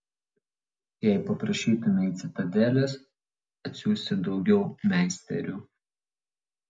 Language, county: Lithuanian, Vilnius